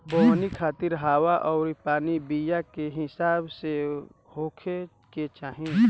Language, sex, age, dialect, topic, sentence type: Bhojpuri, male, 18-24, Southern / Standard, agriculture, statement